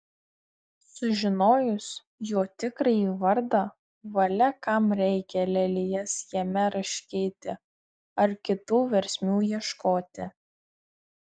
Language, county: Lithuanian, Marijampolė